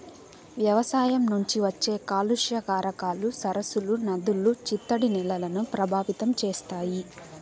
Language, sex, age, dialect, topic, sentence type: Telugu, female, 18-24, Southern, agriculture, statement